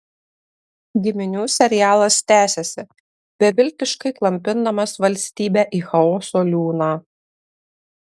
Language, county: Lithuanian, Panevėžys